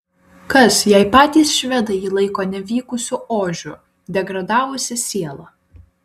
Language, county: Lithuanian, Vilnius